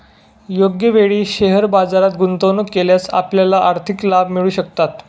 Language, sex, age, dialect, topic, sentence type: Marathi, male, 18-24, Standard Marathi, banking, statement